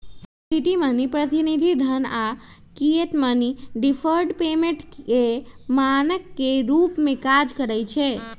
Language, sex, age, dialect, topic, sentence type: Magahi, male, 31-35, Western, banking, statement